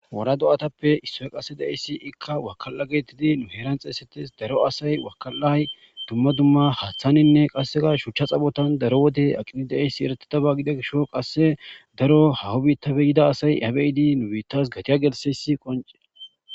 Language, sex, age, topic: Gamo, male, 18-24, agriculture